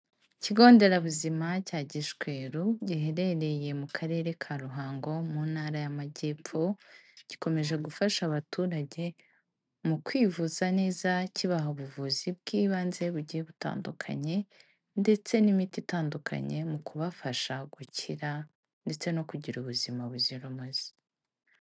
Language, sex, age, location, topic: Kinyarwanda, female, 18-24, Kigali, health